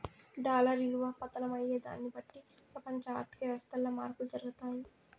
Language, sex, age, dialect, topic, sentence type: Telugu, female, 18-24, Southern, banking, statement